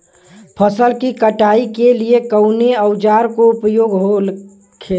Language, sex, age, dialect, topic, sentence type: Bhojpuri, male, 18-24, Western, agriculture, question